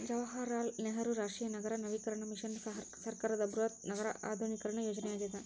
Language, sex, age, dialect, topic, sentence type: Kannada, male, 60-100, Central, banking, statement